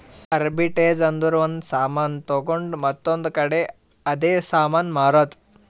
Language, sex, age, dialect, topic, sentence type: Kannada, male, 18-24, Northeastern, banking, statement